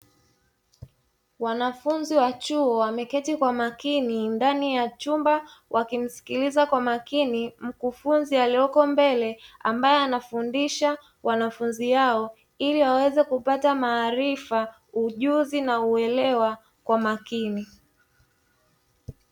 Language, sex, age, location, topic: Swahili, female, 25-35, Dar es Salaam, education